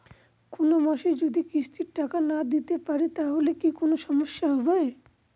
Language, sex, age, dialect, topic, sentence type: Bengali, male, 46-50, Northern/Varendri, banking, question